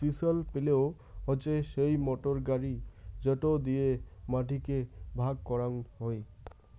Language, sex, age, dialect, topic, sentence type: Bengali, male, 18-24, Rajbangshi, agriculture, statement